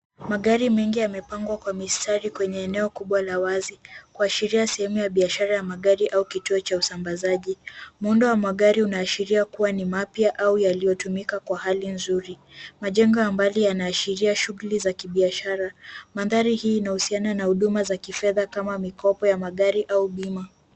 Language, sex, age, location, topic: Swahili, female, 18-24, Kisumu, finance